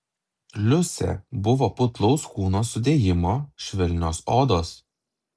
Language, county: Lithuanian, Klaipėda